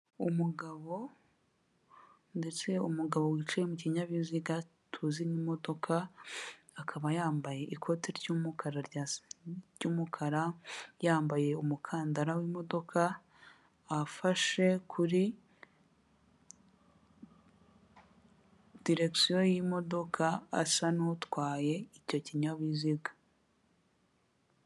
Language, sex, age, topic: Kinyarwanda, female, 18-24, government